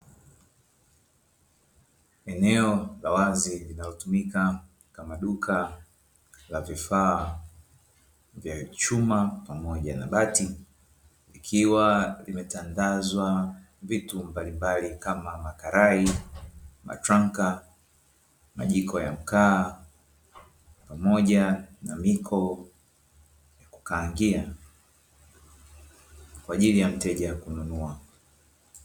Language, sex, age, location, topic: Swahili, male, 25-35, Dar es Salaam, finance